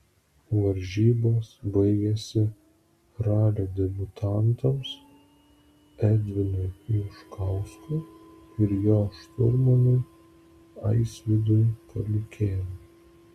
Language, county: Lithuanian, Vilnius